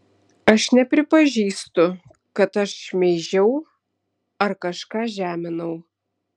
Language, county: Lithuanian, Vilnius